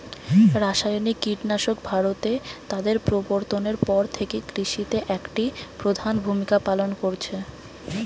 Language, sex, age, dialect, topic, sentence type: Bengali, female, 18-24, Western, agriculture, statement